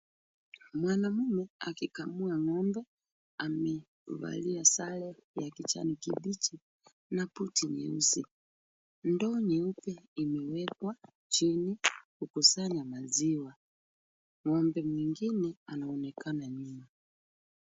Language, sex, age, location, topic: Swahili, female, 36-49, Kisumu, agriculture